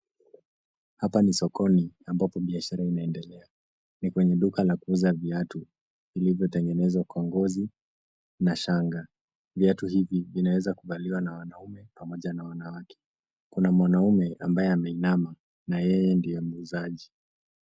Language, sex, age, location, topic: Swahili, male, 18-24, Nairobi, finance